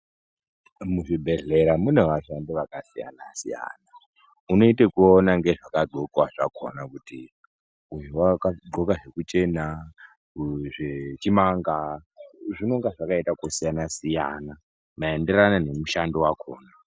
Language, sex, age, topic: Ndau, male, 18-24, health